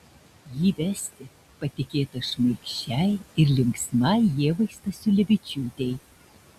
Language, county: Lithuanian, Šiauliai